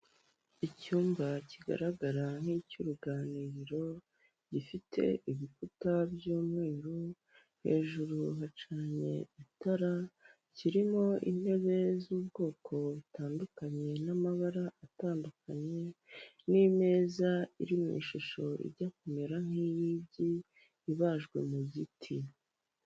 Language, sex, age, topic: Kinyarwanda, female, 18-24, finance